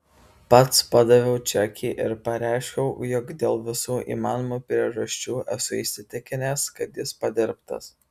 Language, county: Lithuanian, Vilnius